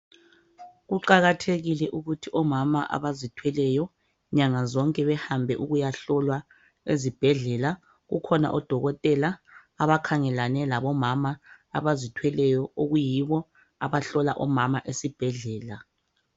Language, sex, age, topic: North Ndebele, male, 25-35, health